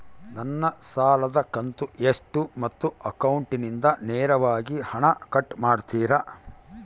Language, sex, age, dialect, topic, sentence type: Kannada, male, 51-55, Central, banking, question